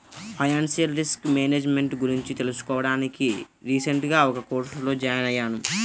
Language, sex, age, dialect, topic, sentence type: Telugu, male, 60-100, Central/Coastal, banking, statement